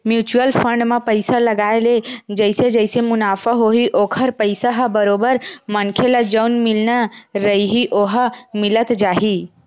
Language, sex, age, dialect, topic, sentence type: Chhattisgarhi, female, 18-24, Western/Budati/Khatahi, banking, statement